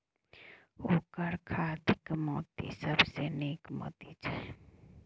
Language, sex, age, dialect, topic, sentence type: Maithili, female, 31-35, Bajjika, agriculture, statement